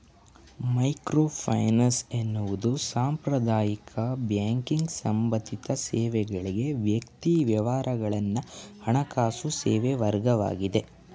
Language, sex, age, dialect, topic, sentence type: Kannada, male, 18-24, Mysore Kannada, banking, statement